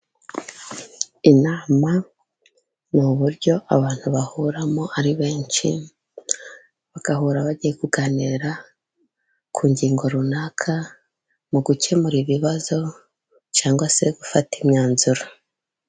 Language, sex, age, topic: Kinyarwanda, female, 18-24, government